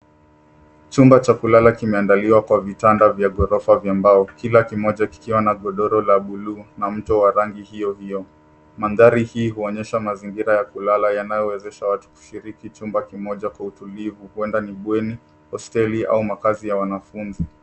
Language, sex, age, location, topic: Swahili, male, 18-24, Nairobi, education